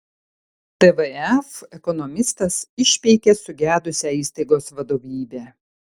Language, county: Lithuanian, Panevėžys